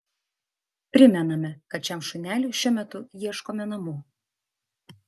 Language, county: Lithuanian, Vilnius